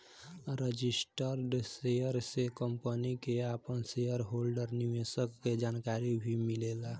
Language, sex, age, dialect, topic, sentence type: Bhojpuri, male, 18-24, Southern / Standard, banking, statement